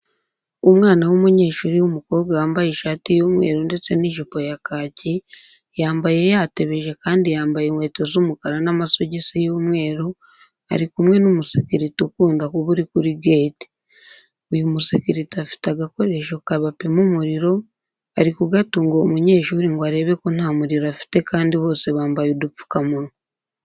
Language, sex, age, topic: Kinyarwanda, female, 25-35, education